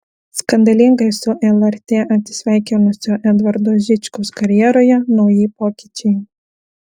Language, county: Lithuanian, Vilnius